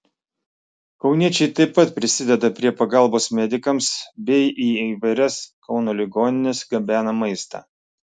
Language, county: Lithuanian, Klaipėda